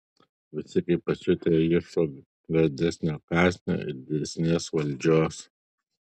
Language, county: Lithuanian, Alytus